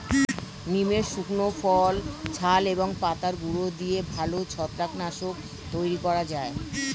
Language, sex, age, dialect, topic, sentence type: Bengali, male, 41-45, Standard Colloquial, agriculture, statement